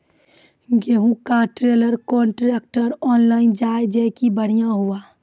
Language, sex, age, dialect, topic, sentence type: Maithili, female, 18-24, Angika, agriculture, question